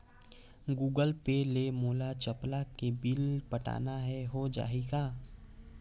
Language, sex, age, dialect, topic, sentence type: Chhattisgarhi, male, 18-24, Northern/Bhandar, banking, question